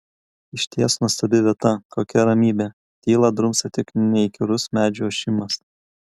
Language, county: Lithuanian, Kaunas